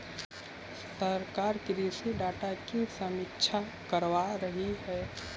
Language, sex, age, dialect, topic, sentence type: Hindi, male, 18-24, Kanauji Braj Bhasha, agriculture, statement